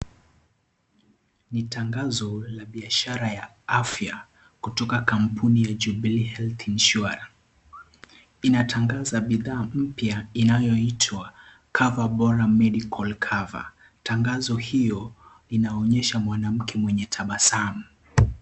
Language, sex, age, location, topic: Swahili, male, 18-24, Kisii, finance